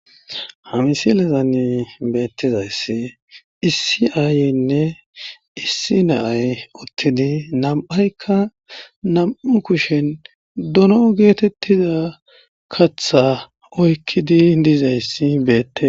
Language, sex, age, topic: Gamo, male, 25-35, agriculture